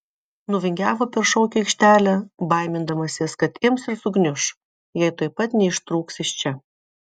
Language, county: Lithuanian, Vilnius